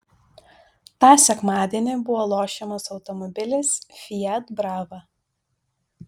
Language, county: Lithuanian, Vilnius